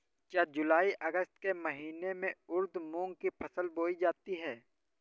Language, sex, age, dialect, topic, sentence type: Hindi, male, 18-24, Awadhi Bundeli, agriculture, question